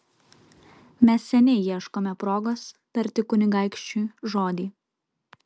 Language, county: Lithuanian, Kaunas